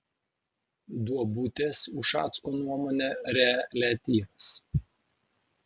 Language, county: Lithuanian, Vilnius